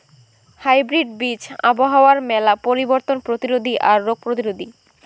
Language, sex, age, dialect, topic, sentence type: Bengali, female, 18-24, Rajbangshi, agriculture, statement